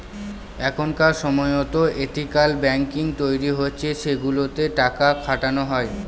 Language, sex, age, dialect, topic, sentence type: Bengali, male, 18-24, Northern/Varendri, banking, statement